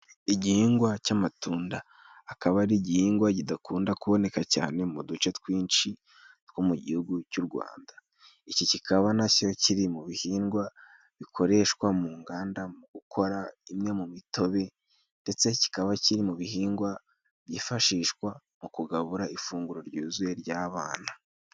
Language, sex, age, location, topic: Kinyarwanda, male, 18-24, Musanze, agriculture